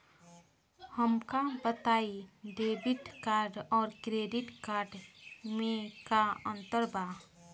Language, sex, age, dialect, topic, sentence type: Bhojpuri, female, <18, Southern / Standard, banking, question